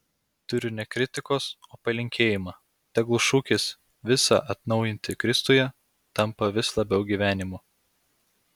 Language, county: Lithuanian, Klaipėda